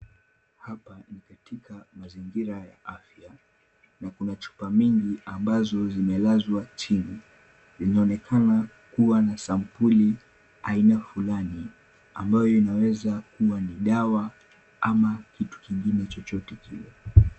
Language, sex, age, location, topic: Swahili, male, 18-24, Kisumu, health